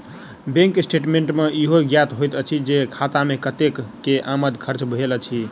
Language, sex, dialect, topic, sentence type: Maithili, male, Southern/Standard, banking, statement